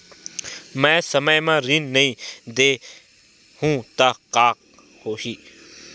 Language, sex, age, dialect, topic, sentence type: Chhattisgarhi, male, 18-24, Western/Budati/Khatahi, banking, question